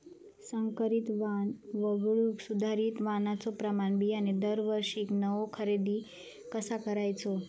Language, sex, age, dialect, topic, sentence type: Marathi, female, 25-30, Southern Konkan, agriculture, question